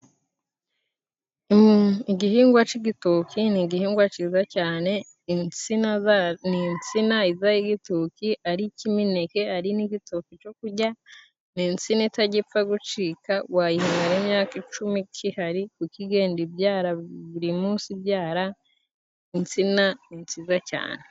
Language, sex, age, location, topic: Kinyarwanda, female, 18-24, Musanze, agriculture